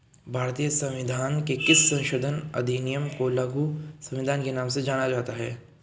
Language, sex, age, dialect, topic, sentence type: Hindi, male, 25-30, Hindustani Malvi Khadi Boli, banking, question